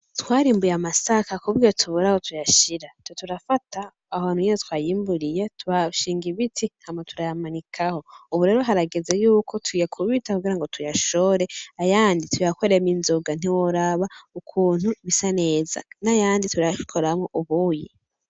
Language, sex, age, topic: Rundi, female, 18-24, agriculture